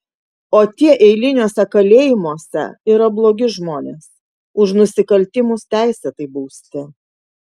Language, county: Lithuanian, Kaunas